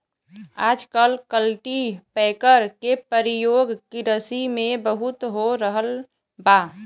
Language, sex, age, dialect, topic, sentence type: Bhojpuri, female, 18-24, Western, agriculture, statement